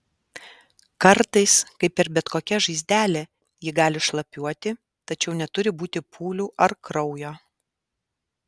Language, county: Lithuanian, Alytus